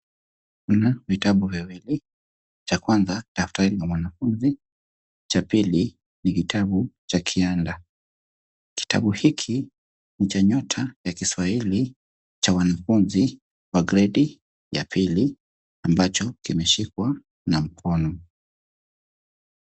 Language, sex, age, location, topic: Swahili, male, 25-35, Kisumu, education